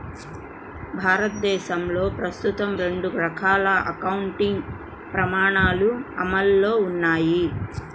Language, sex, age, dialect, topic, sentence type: Telugu, female, 36-40, Central/Coastal, banking, statement